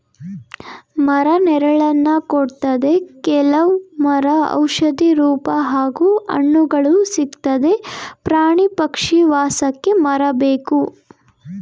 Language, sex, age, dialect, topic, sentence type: Kannada, female, 18-24, Mysore Kannada, agriculture, statement